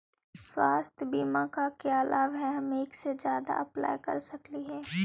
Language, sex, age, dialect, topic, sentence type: Magahi, female, 18-24, Central/Standard, banking, question